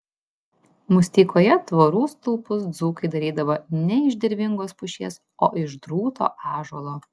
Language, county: Lithuanian, Vilnius